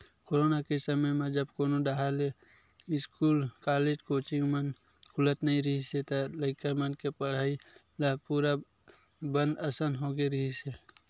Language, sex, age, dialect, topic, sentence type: Chhattisgarhi, male, 25-30, Western/Budati/Khatahi, banking, statement